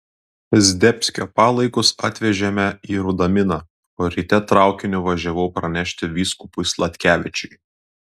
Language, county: Lithuanian, Klaipėda